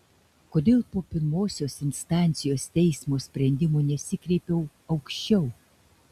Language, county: Lithuanian, Šiauliai